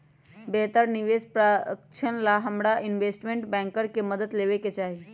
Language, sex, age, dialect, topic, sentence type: Magahi, female, 18-24, Western, banking, statement